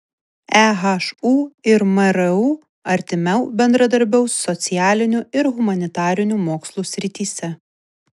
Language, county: Lithuanian, Vilnius